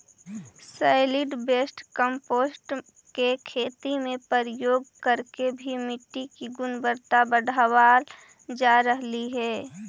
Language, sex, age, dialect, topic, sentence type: Magahi, female, 18-24, Central/Standard, agriculture, statement